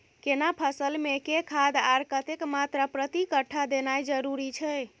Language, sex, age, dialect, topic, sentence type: Maithili, female, 51-55, Bajjika, agriculture, question